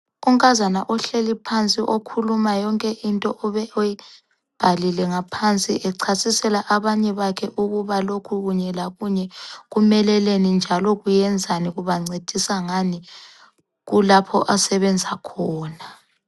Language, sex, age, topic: North Ndebele, female, 25-35, health